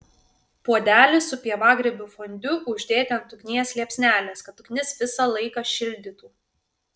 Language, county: Lithuanian, Vilnius